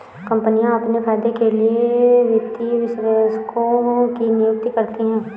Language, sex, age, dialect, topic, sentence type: Hindi, female, 18-24, Awadhi Bundeli, banking, statement